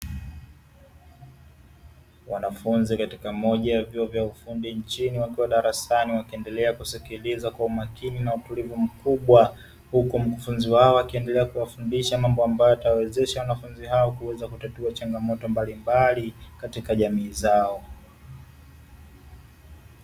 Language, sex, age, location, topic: Swahili, male, 18-24, Dar es Salaam, education